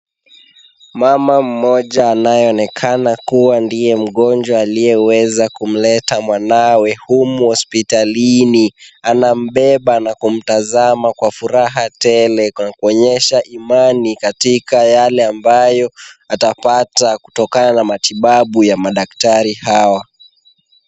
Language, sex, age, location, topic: Swahili, male, 18-24, Kisumu, health